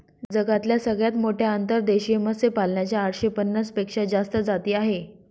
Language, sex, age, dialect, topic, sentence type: Marathi, female, 56-60, Northern Konkan, agriculture, statement